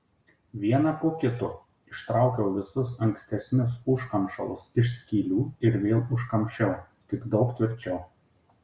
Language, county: Lithuanian, Marijampolė